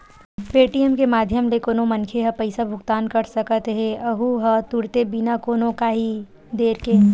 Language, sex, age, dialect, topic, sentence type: Chhattisgarhi, female, 18-24, Western/Budati/Khatahi, banking, statement